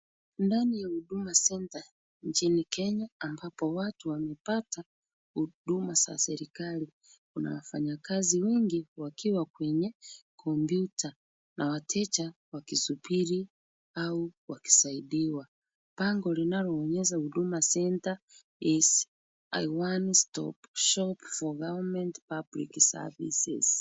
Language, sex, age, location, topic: Swahili, female, 36-49, Kisumu, government